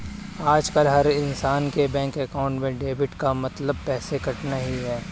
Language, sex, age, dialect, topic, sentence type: Hindi, male, 25-30, Kanauji Braj Bhasha, banking, statement